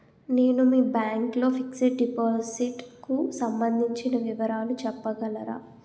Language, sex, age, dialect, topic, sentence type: Telugu, female, 18-24, Utterandhra, banking, question